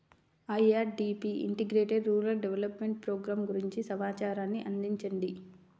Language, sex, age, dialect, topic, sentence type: Telugu, female, 25-30, Central/Coastal, agriculture, question